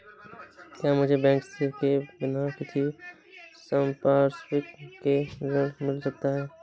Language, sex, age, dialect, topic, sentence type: Hindi, male, 18-24, Awadhi Bundeli, banking, question